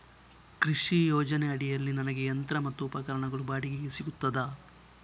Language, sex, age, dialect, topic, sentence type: Kannada, male, 18-24, Coastal/Dakshin, agriculture, question